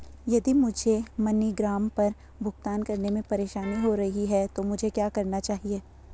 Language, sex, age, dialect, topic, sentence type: Hindi, female, 18-24, Garhwali, banking, question